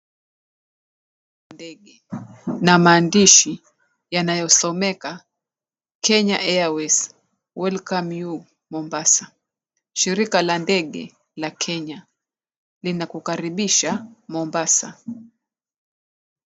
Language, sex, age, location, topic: Swahili, female, 36-49, Mombasa, government